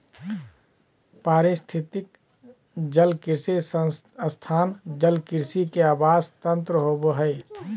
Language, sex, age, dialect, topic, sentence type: Magahi, male, 31-35, Southern, agriculture, statement